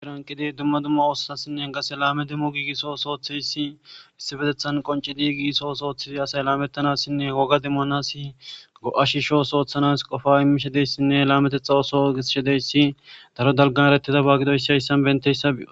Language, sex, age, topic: Gamo, male, 18-24, government